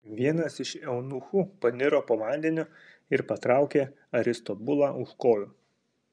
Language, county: Lithuanian, Kaunas